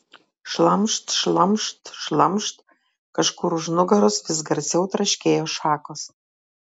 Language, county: Lithuanian, Telšiai